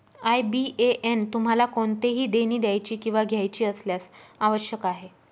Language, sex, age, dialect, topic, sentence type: Marathi, female, 25-30, Northern Konkan, banking, statement